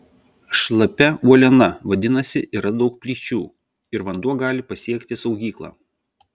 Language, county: Lithuanian, Vilnius